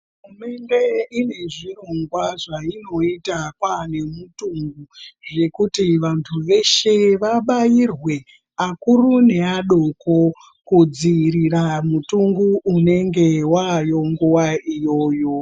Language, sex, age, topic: Ndau, female, 36-49, health